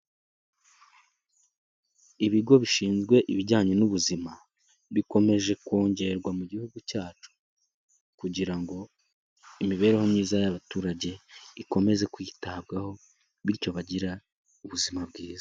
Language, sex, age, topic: Kinyarwanda, male, 18-24, health